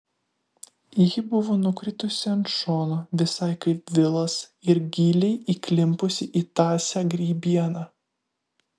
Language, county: Lithuanian, Vilnius